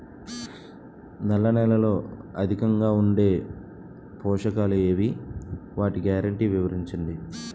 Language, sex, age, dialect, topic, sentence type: Telugu, male, 25-30, Utterandhra, agriculture, question